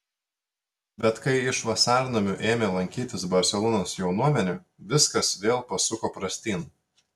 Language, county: Lithuanian, Telšiai